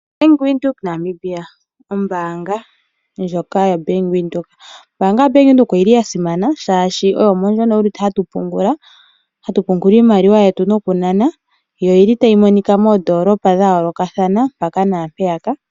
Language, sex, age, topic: Oshiwambo, female, 25-35, finance